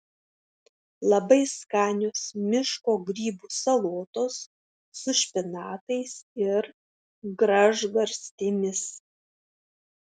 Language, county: Lithuanian, Šiauliai